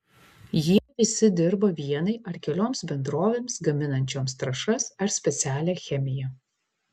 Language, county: Lithuanian, Vilnius